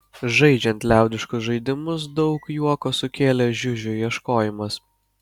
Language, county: Lithuanian, Kaunas